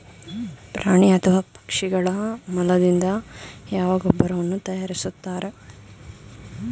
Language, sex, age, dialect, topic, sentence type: Kannada, female, 25-30, Mysore Kannada, agriculture, question